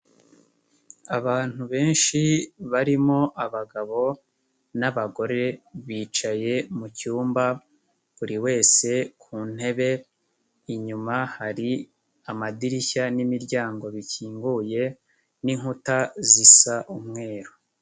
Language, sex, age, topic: Kinyarwanda, male, 18-24, education